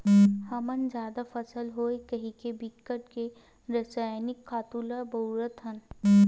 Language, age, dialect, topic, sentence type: Chhattisgarhi, 18-24, Western/Budati/Khatahi, agriculture, statement